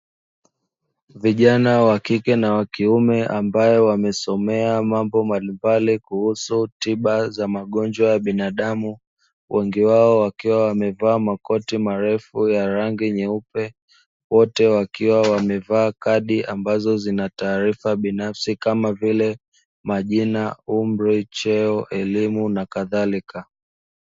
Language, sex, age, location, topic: Swahili, male, 25-35, Dar es Salaam, health